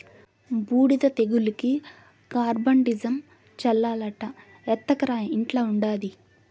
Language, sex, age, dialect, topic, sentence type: Telugu, female, 18-24, Southern, agriculture, statement